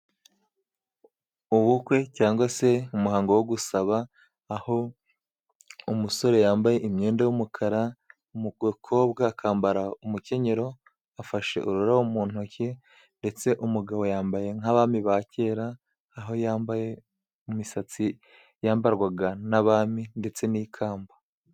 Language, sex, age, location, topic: Kinyarwanda, male, 25-35, Musanze, government